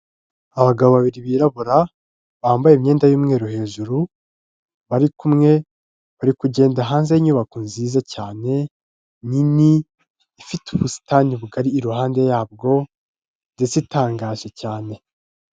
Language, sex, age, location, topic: Kinyarwanda, male, 25-35, Kigali, health